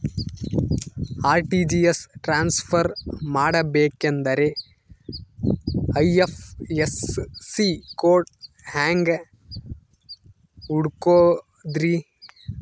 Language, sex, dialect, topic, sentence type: Kannada, male, Northeastern, banking, question